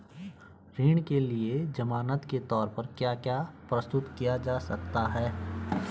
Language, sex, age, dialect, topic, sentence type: Hindi, male, 25-30, Garhwali, banking, question